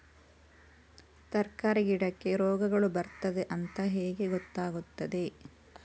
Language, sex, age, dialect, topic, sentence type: Kannada, female, 18-24, Coastal/Dakshin, agriculture, question